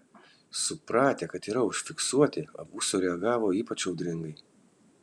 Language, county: Lithuanian, Kaunas